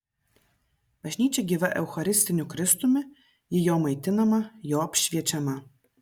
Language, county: Lithuanian, Vilnius